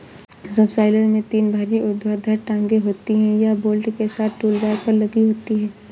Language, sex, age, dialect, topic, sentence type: Hindi, female, 51-55, Awadhi Bundeli, agriculture, statement